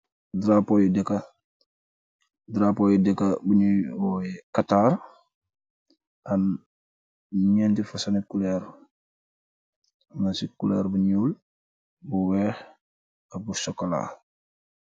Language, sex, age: Wolof, male, 25-35